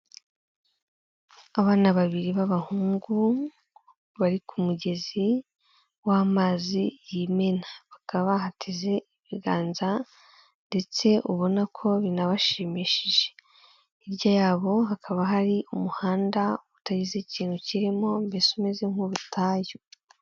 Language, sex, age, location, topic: Kinyarwanda, female, 18-24, Kigali, health